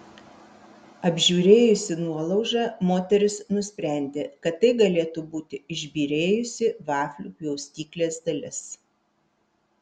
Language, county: Lithuanian, Vilnius